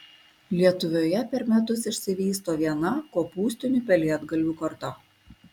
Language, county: Lithuanian, Kaunas